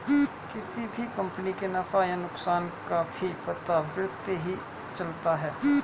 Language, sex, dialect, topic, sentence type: Hindi, male, Hindustani Malvi Khadi Boli, banking, statement